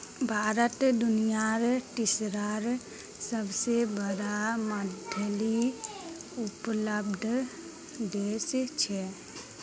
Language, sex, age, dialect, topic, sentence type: Magahi, female, 25-30, Northeastern/Surjapuri, agriculture, statement